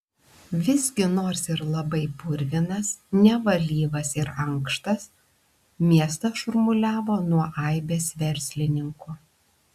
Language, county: Lithuanian, Klaipėda